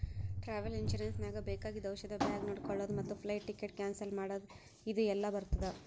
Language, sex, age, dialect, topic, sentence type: Kannada, female, 18-24, Northeastern, banking, statement